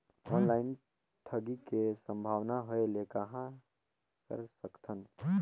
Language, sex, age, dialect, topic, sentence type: Chhattisgarhi, male, 18-24, Northern/Bhandar, banking, question